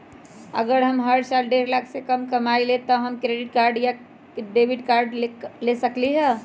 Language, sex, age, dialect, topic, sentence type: Magahi, male, 25-30, Western, banking, question